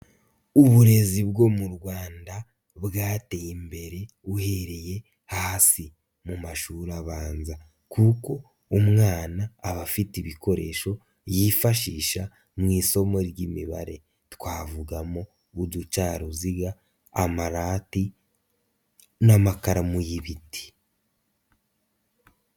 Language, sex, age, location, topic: Kinyarwanda, male, 50+, Nyagatare, education